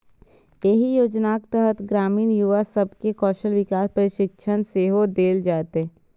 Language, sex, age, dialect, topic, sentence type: Maithili, female, 18-24, Eastern / Thethi, banking, statement